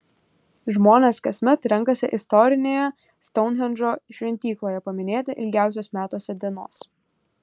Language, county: Lithuanian, Kaunas